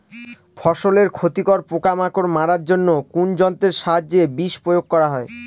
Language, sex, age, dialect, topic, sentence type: Bengali, male, 18-24, Northern/Varendri, agriculture, question